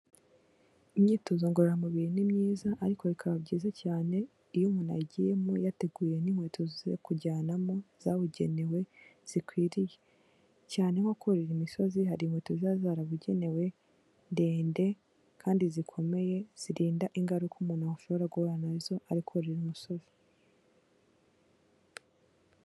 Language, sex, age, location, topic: Kinyarwanda, female, 18-24, Kigali, health